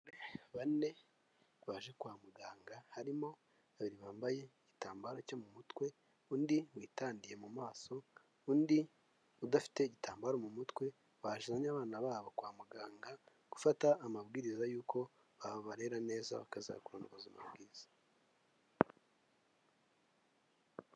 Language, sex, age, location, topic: Kinyarwanda, male, 25-35, Huye, health